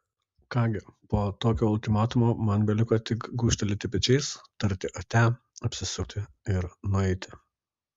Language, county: Lithuanian, Kaunas